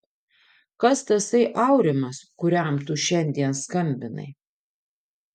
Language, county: Lithuanian, Panevėžys